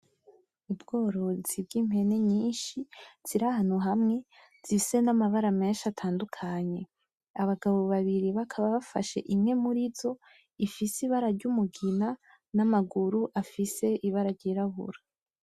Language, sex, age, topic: Rundi, female, 18-24, agriculture